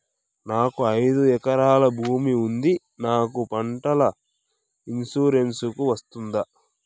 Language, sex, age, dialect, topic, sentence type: Telugu, male, 18-24, Southern, agriculture, question